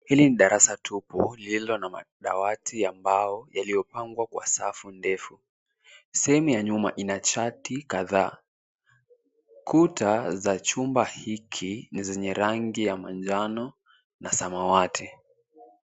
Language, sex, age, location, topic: Swahili, male, 18-24, Nairobi, education